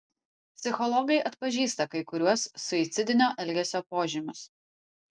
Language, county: Lithuanian, Vilnius